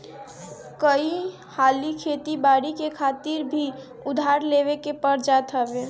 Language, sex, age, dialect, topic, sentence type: Bhojpuri, female, 41-45, Northern, banking, statement